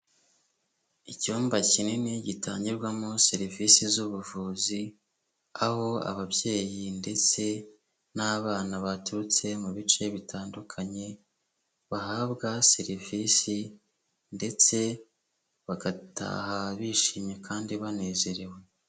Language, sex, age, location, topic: Kinyarwanda, male, 25-35, Huye, health